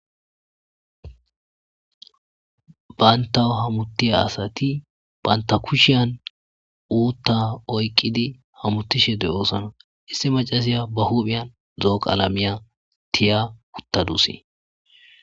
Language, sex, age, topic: Gamo, male, 25-35, agriculture